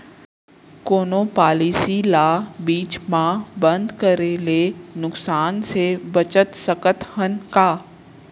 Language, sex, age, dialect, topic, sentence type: Chhattisgarhi, female, 18-24, Central, banking, question